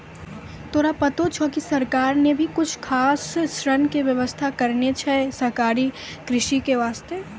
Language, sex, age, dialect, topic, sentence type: Maithili, female, 18-24, Angika, agriculture, statement